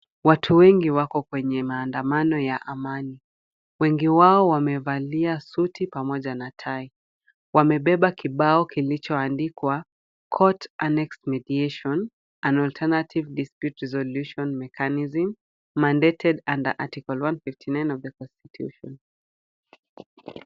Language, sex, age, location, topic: Swahili, female, 25-35, Kisumu, government